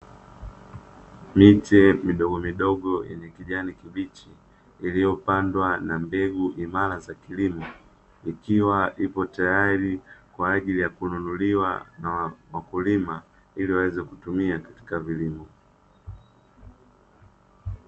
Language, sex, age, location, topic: Swahili, male, 18-24, Dar es Salaam, agriculture